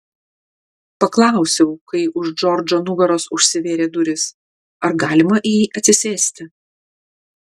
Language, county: Lithuanian, Klaipėda